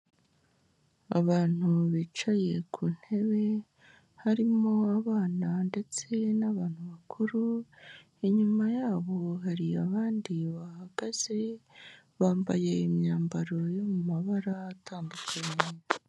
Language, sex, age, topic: Kinyarwanda, female, 18-24, health